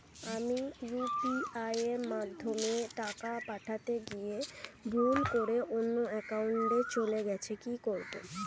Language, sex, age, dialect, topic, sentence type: Bengali, female, 25-30, Standard Colloquial, banking, question